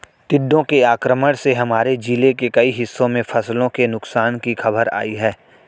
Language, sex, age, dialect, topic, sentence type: Hindi, male, 46-50, Hindustani Malvi Khadi Boli, agriculture, statement